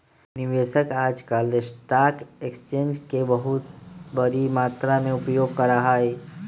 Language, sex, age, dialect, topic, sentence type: Magahi, male, 25-30, Western, banking, statement